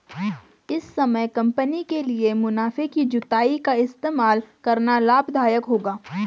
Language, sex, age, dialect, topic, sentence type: Hindi, female, 18-24, Garhwali, banking, statement